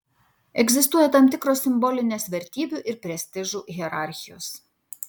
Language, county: Lithuanian, Vilnius